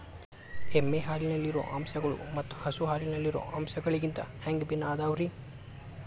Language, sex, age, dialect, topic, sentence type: Kannada, male, 25-30, Dharwad Kannada, agriculture, question